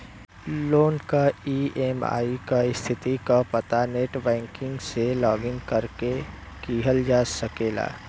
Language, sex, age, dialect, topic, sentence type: Bhojpuri, male, 25-30, Western, banking, statement